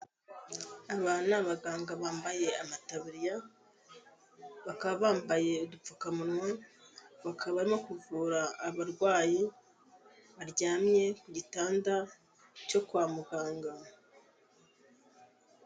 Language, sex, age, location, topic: Kinyarwanda, female, 25-35, Kigali, health